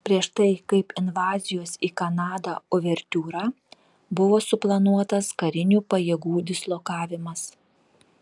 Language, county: Lithuanian, Telšiai